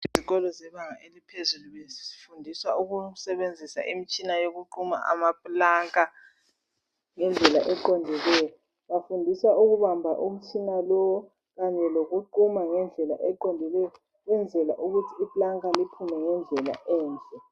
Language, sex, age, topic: North Ndebele, female, 25-35, education